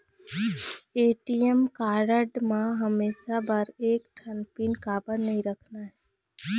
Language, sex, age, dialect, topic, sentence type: Chhattisgarhi, female, 25-30, Eastern, banking, question